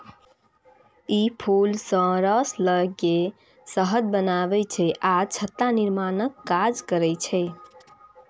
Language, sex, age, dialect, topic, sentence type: Maithili, female, 18-24, Eastern / Thethi, agriculture, statement